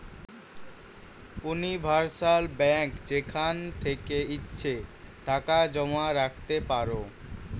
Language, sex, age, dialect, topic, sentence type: Bengali, male, <18, Western, banking, statement